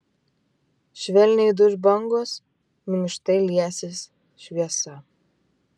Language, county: Lithuanian, Vilnius